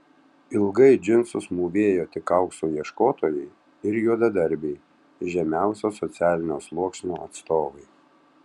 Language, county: Lithuanian, Tauragė